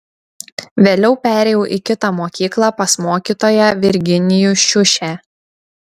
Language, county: Lithuanian, Šiauliai